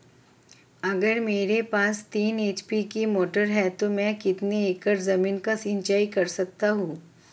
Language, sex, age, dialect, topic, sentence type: Hindi, female, 31-35, Marwari Dhudhari, agriculture, question